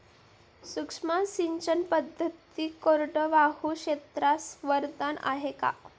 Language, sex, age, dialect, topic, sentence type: Marathi, female, 18-24, Standard Marathi, agriculture, question